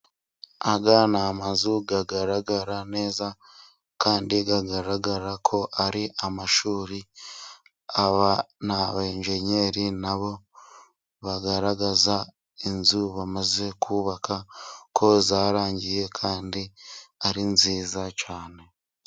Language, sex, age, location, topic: Kinyarwanda, male, 25-35, Musanze, government